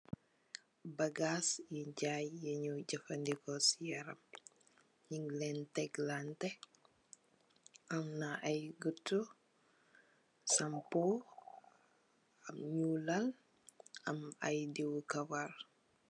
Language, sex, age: Wolof, female, 18-24